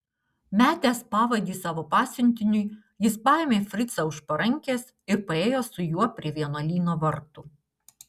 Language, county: Lithuanian, Utena